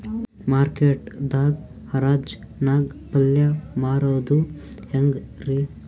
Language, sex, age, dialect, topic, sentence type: Kannada, male, 18-24, Northeastern, agriculture, question